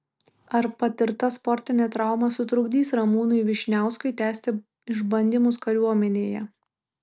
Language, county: Lithuanian, Tauragė